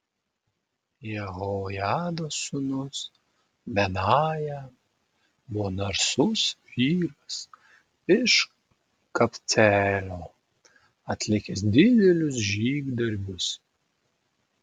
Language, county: Lithuanian, Vilnius